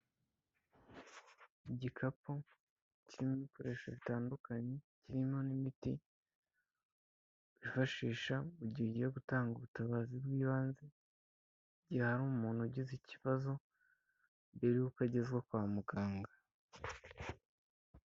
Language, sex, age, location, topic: Kinyarwanda, male, 25-35, Kigali, health